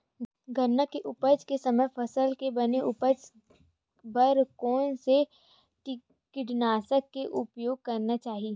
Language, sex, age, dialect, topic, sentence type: Chhattisgarhi, female, 25-30, Western/Budati/Khatahi, agriculture, question